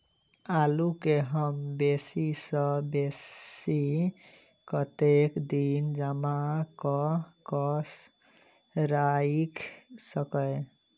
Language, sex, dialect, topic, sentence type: Maithili, male, Southern/Standard, agriculture, question